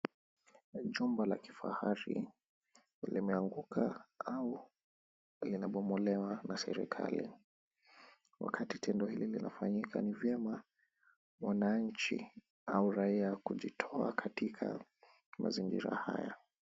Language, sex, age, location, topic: Swahili, male, 25-35, Kisumu, health